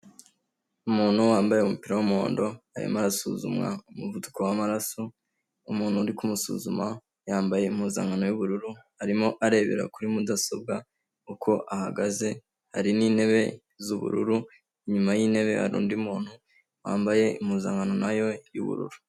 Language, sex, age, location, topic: Kinyarwanda, male, 25-35, Kigali, health